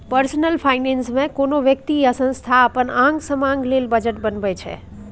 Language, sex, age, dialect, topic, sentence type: Maithili, female, 18-24, Bajjika, banking, statement